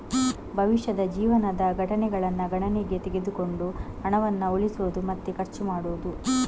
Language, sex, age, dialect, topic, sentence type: Kannada, female, 46-50, Coastal/Dakshin, banking, statement